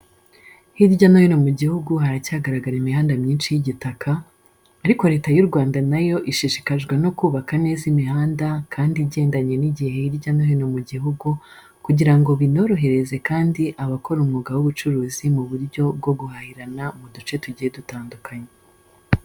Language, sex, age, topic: Kinyarwanda, female, 25-35, education